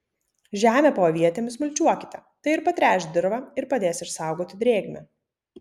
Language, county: Lithuanian, Vilnius